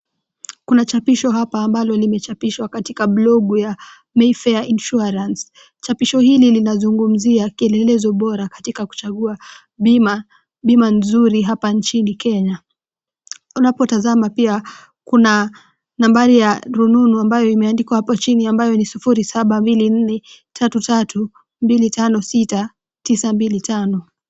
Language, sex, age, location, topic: Swahili, female, 18-24, Nakuru, finance